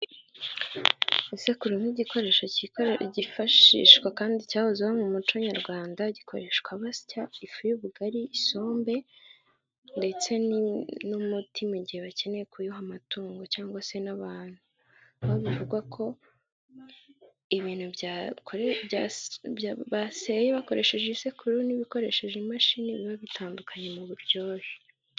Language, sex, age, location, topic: Kinyarwanda, female, 18-24, Gakenke, government